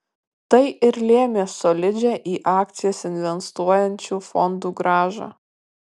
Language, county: Lithuanian, Kaunas